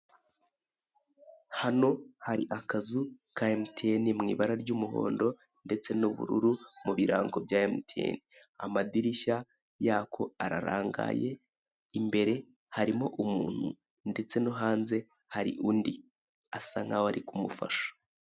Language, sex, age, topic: Kinyarwanda, male, 18-24, finance